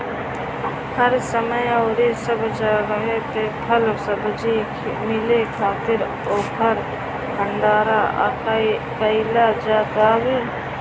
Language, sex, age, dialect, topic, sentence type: Bhojpuri, female, 25-30, Northern, agriculture, statement